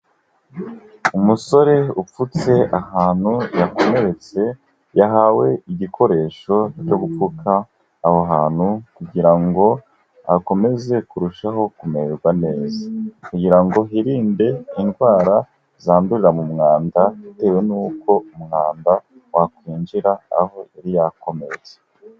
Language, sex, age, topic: Kinyarwanda, male, 25-35, health